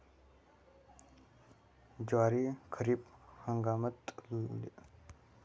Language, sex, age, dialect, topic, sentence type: Marathi, male, 18-24, Standard Marathi, agriculture, question